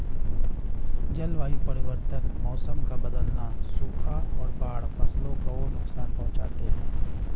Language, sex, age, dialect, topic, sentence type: Hindi, male, 31-35, Hindustani Malvi Khadi Boli, agriculture, statement